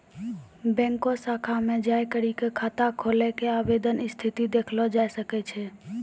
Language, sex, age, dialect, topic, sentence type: Maithili, female, 18-24, Angika, banking, statement